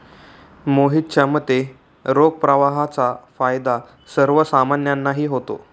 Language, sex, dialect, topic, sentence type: Marathi, male, Standard Marathi, banking, statement